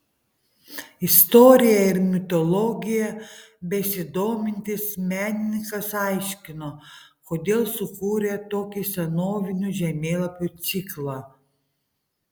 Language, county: Lithuanian, Panevėžys